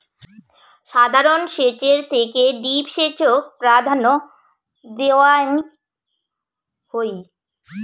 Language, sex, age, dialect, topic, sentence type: Bengali, female, 25-30, Rajbangshi, agriculture, statement